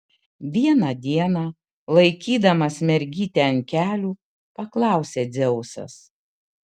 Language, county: Lithuanian, Kaunas